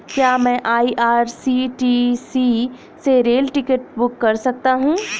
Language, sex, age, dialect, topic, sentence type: Hindi, female, 25-30, Awadhi Bundeli, banking, question